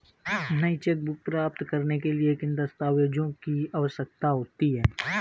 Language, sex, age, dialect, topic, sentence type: Hindi, male, 25-30, Marwari Dhudhari, banking, question